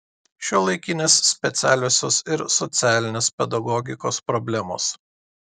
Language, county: Lithuanian, Klaipėda